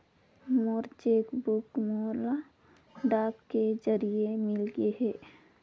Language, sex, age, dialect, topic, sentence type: Chhattisgarhi, female, 18-24, Northern/Bhandar, banking, statement